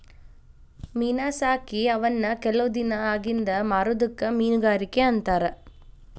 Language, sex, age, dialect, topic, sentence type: Kannada, female, 25-30, Dharwad Kannada, agriculture, statement